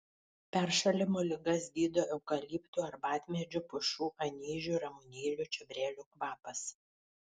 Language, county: Lithuanian, Panevėžys